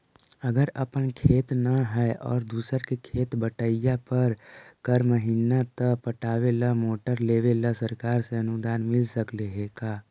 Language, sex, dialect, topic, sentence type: Magahi, male, Central/Standard, agriculture, question